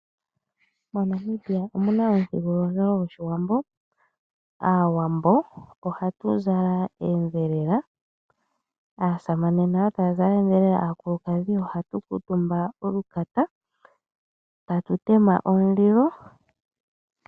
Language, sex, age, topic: Oshiwambo, male, 25-35, agriculture